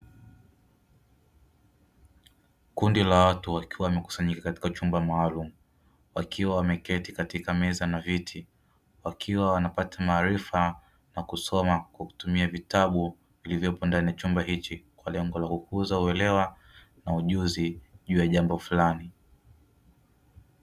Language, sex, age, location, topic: Swahili, male, 25-35, Dar es Salaam, education